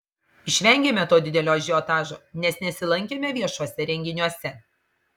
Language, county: Lithuanian, Marijampolė